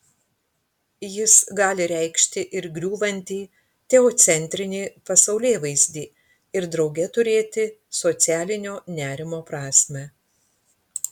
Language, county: Lithuanian, Panevėžys